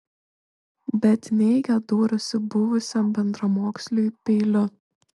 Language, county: Lithuanian, Šiauliai